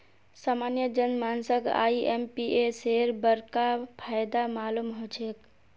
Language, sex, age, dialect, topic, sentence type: Magahi, male, 18-24, Northeastern/Surjapuri, banking, statement